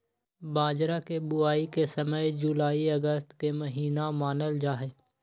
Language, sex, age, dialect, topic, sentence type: Magahi, male, 51-55, Western, agriculture, statement